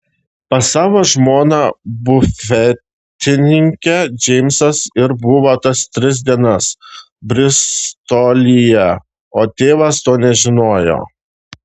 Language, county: Lithuanian, Šiauliai